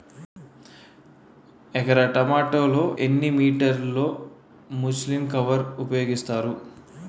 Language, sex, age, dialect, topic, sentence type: Telugu, male, 31-35, Utterandhra, agriculture, question